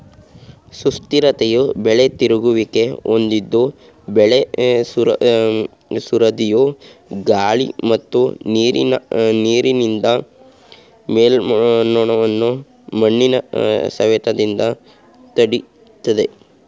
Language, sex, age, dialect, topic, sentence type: Kannada, male, 36-40, Mysore Kannada, agriculture, statement